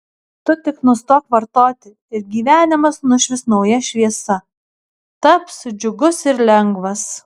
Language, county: Lithuanian, Alytus